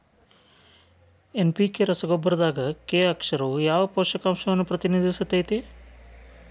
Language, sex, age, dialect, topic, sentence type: Kannada, male, 25-30, Dharwad Kannada, agriculture, question